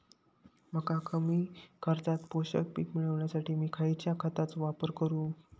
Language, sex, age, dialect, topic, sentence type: Marathi, male, 51-55, Southern Konkan, agriculture, question